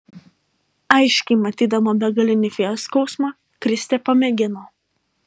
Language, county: Lithuanian, Alytus